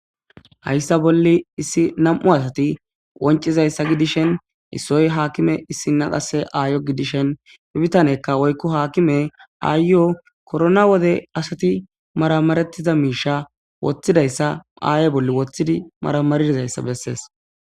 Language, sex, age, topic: Gamo, male, 18-24, government